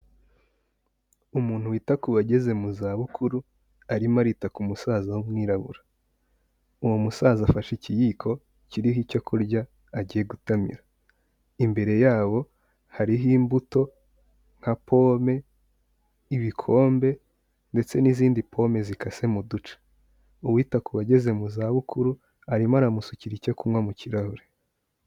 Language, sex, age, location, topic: Kinyarwanda, male, 18-24, Kigali, health